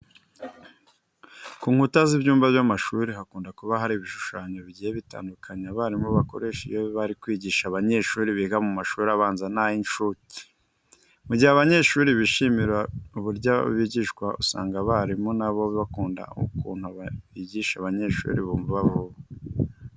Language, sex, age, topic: Kinyarwanda, male, 25-35, education